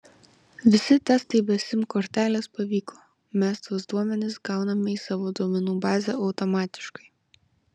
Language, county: Lithuanian, Vilnius